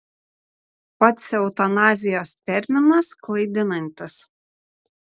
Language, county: Lithuanian, Vilnius